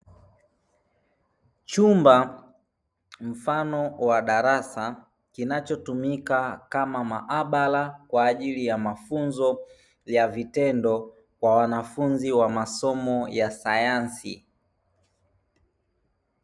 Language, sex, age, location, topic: Swahili, male, 18-24, Dar es Salaam, education